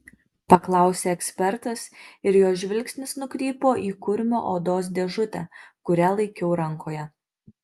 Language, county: Lithuanian, Marijampolė